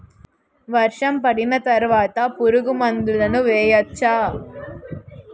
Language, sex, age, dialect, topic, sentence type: Telugu, female, 18-24, Utterandhra, agriculture, question